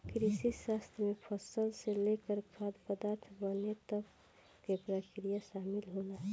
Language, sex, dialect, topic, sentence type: Bhojpuri, female, Northern, agriculture, statement